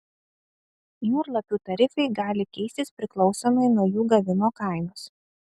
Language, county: Lithuanian, Kaunas